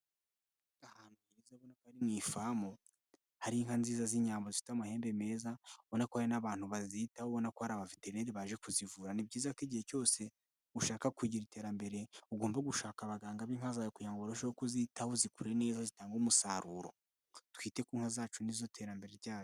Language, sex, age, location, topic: Kinyarwanda, male, 18-24, Nyagatare, agriculture